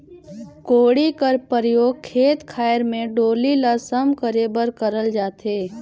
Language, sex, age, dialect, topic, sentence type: Chhattisgarhi, male, 18-24, Northern/Bhandar, agriculture, statement